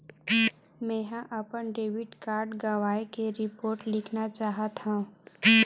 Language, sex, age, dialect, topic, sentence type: Chhattisgarhi, female, 18-24, Western/Budati/Khatahi, banking, statement